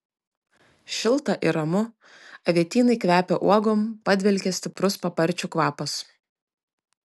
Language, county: Lithuanian, Klaipėda